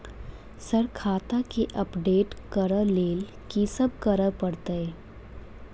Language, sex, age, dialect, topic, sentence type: Maithili, female, 25-30, Southern/Standard, banking, question